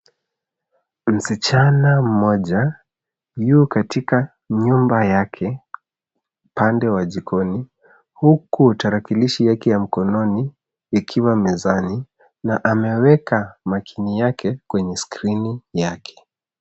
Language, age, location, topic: Swahili, 25-35, Nairobi, education